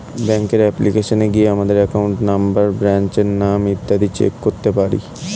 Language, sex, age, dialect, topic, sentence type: Bengali, male, 18-24, Standard Colloquial, banking, statement